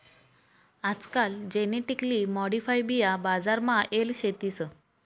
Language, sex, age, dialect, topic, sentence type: Marathi, female, 25-30, Northern Konkan, agriculture, statement